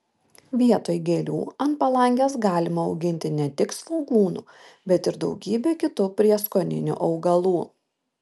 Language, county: Lithuanian, Vilnius